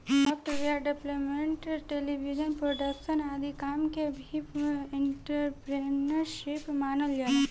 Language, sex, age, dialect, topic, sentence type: Bhojpuri, female, 18-24, Southern / Standard, banking, statement